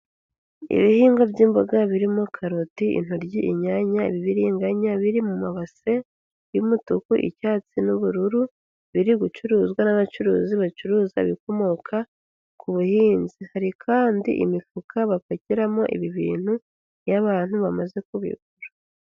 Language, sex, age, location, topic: Kinyarwanda, female, 18-24, Huye, agriculture